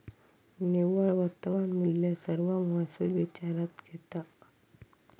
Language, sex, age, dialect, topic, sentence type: Marathi, female, 25-30, Southern Konkan, banking, statement